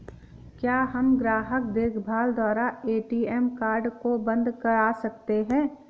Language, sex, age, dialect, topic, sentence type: Hindi, female, 31-35, Awadhi Bundeli, banking, question